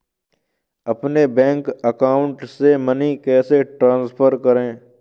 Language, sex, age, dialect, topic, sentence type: Hindi, male, 18-24, Kanauji Braj Bhasha, banking, question